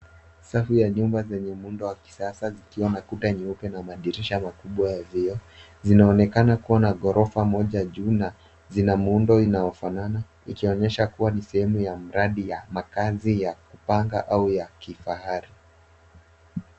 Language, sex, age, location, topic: Swahili, male, 18-24, Nairobi, finance